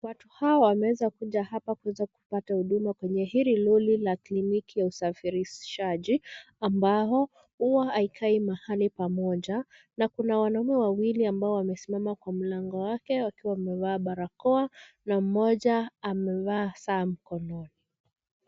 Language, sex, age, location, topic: Swahili, female, 25-35, Nairobi, health